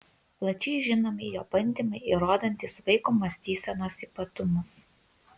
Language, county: Lithuanian, Kaunas